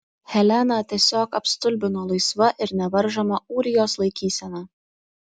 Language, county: Lithuanian, Utena